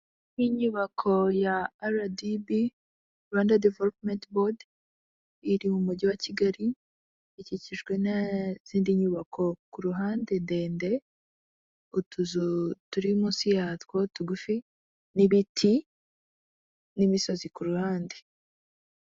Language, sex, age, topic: Kinyarwanda, female, 25-35, government